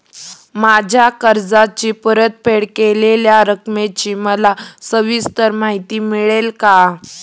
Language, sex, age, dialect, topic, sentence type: Marathi, female, 18-24, Standard Marathi, banking, question